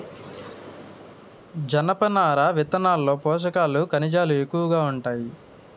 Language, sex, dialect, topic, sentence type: Telugu, male, Southern, agriculture, statement